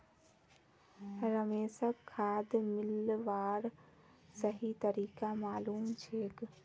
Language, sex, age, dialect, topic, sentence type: Magahi, female, 18-24, Northeastern/Surjapuri, agriculture, statement